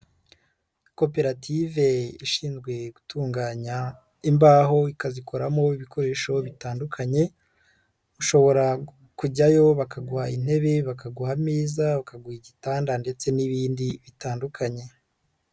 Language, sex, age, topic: Kinyarwanda, female, 25-35, finance